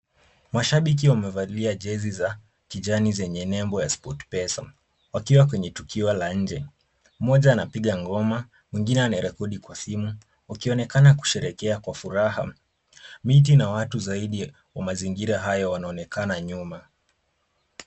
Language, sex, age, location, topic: Swahili, male, 18-24, Kisumu, government